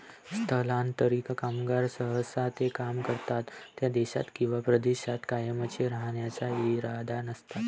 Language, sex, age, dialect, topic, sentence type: Marathi, male, 18-24, Varhadi, agriculture, statement